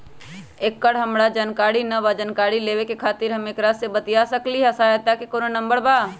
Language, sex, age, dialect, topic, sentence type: Magahi, female, 25-30, Western, banking, question